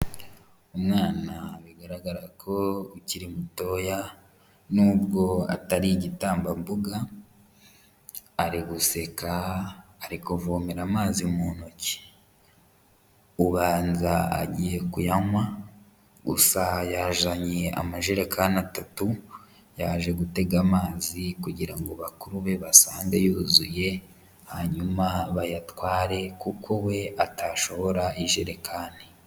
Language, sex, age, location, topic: Kinyarwanda, male, 18-24, Kigali, health